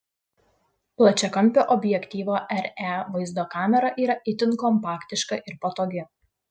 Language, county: Lithuanian, Utena